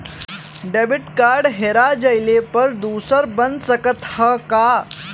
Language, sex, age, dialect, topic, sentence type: Bhojpuri, male, 18-24, Western, banking, question